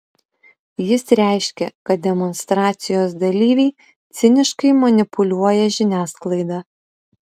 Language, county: Lithuanian, Utena